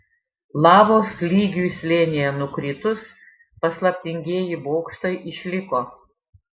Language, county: Lithuanian, Šiauliai